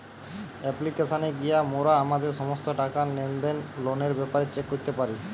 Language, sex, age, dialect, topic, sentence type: Bengali, female, 18-24, Western, banking, statement